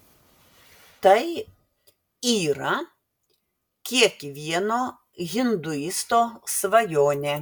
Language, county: Lithuanian, Vilnius